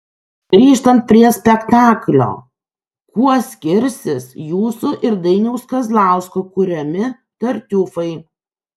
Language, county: Lithuanian, Kaunas